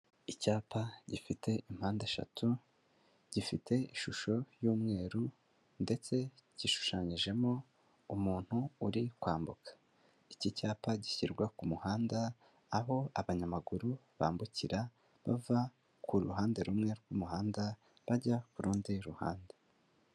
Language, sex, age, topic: Kinyarwanda, male, 18-24, government